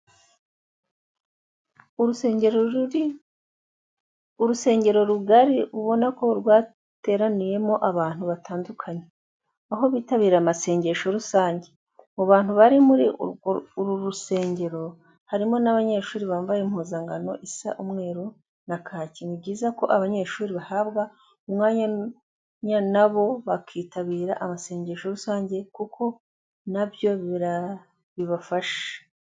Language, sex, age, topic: Kinyarwanda, female, 25-35, education